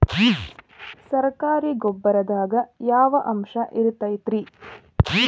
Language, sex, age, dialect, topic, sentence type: Kannada, female, 31-35, Dharwad Kannada, agriculture, question